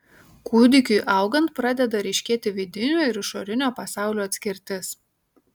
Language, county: Lithuanian, Kaunas